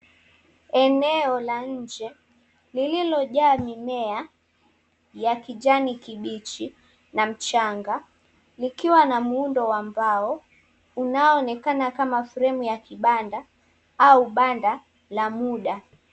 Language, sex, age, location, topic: Swahili, female, 18-24, Mombasa, agriculture